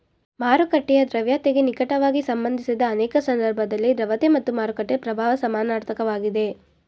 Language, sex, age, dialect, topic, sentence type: Kannada, female, 18-24, Mysore Kannada, banking, statement